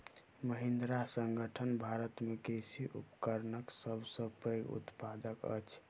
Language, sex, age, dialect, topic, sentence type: Maithili, male, 18-24, Southern/Standard, agriculture, statement